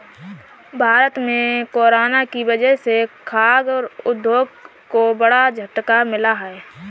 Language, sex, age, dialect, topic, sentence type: Hindi, female, 31-35, Marwari Dhudhari, agriculture, statement